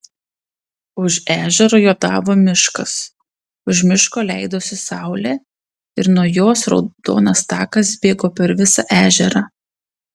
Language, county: Lithuanian, Panevėžys